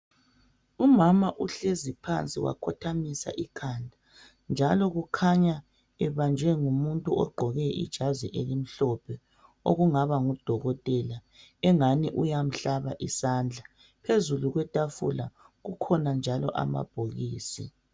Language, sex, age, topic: North Ndebele, female, 25-35, health